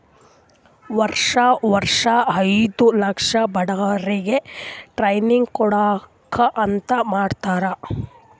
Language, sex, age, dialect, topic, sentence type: Kannada, female, 31-35, Northeastern, banking, statement